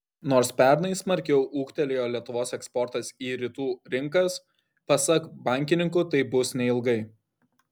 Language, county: Lithuanian, Kaunas